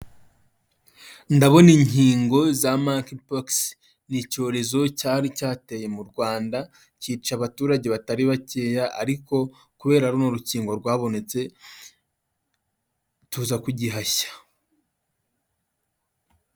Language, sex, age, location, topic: Kinyarwanda, male, 25-35, Huye, health